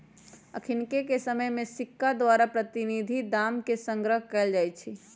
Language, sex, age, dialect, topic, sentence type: Magahi, female, 31-35, Western, banking, statement